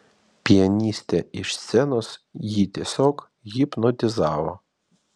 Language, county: Lithuanian, Vilnius